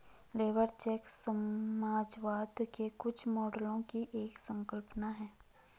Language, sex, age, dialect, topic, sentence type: Hindi, female, 18-24, Garhwali, banking, statement